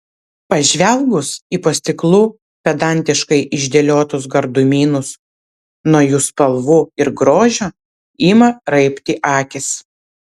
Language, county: Lithuanian, Vilnius